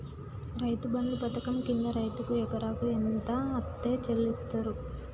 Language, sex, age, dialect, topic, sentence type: Telugu, female, 18-24, Telangana, agriculture, question